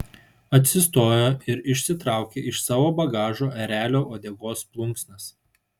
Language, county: Lithuanian, Šiauliai